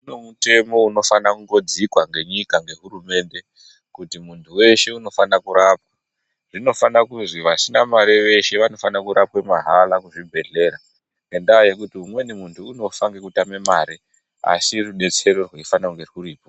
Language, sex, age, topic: Ndau, female, 36-49, health